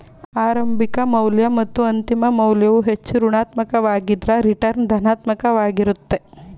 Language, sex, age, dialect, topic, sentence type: Kannada, female, 25-30, Mysore Kannada, banking, statement